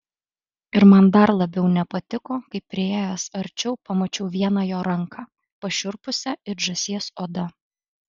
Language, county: Lithuanian, Alytus